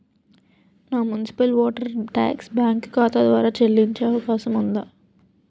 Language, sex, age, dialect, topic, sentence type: Telugu, female, 18-24, Utterandhra, banking, question